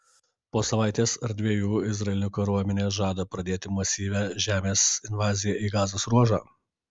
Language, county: Lithuanian, Kaunas